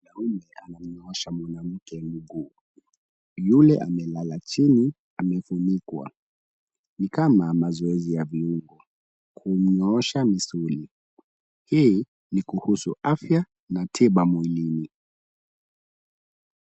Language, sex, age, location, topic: Swahili, male, 18-24, Kisumu, health